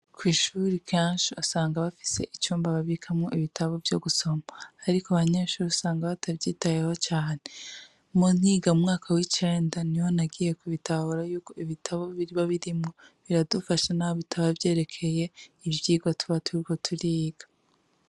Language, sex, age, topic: Rundi, female, 25-35, education